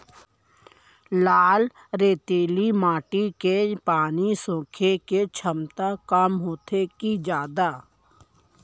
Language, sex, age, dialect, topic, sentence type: Chhattisgarhi, female, 18-24, Central, agriculture, question